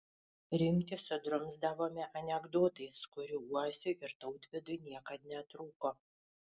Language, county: Lithuanian, Panevėžys